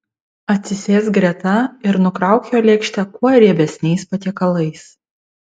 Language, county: Lithuanian, Vilnius